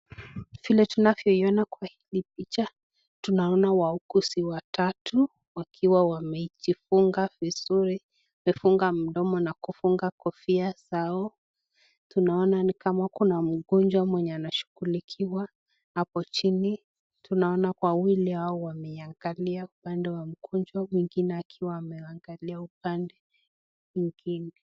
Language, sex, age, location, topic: Swahili, female, 18-24, Nakuru, health